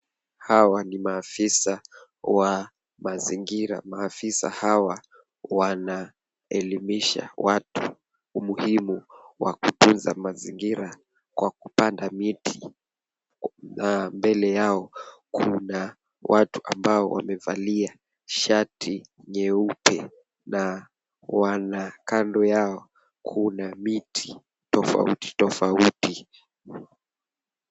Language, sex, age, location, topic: Swahili, male, 18-24, Nairobi, agriculture